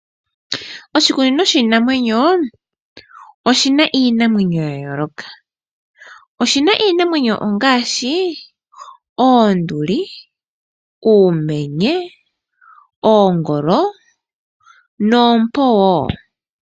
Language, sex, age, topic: Oshiwambo, female, 18-24, agriculture